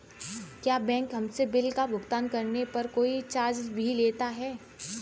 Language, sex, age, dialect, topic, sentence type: Hindi, female, 18-24, Kanauji Braj Bhasha, banking, question